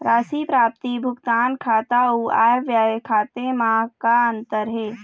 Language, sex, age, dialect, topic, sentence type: Chhattisgarhi, female, 25-30, Eastern, banking, question